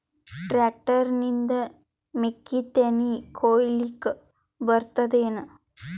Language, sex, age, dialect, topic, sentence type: Kannada, female, 18-24, Northeastern, agriculture, question